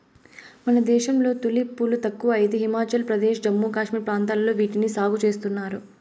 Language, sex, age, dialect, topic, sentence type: Telugu, female, 18-24, Southern, agriculture, statement